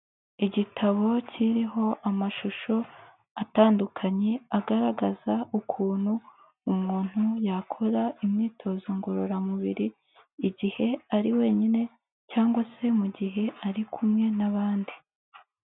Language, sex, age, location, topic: Kinyarwanda, female, 25-35, Kigali, health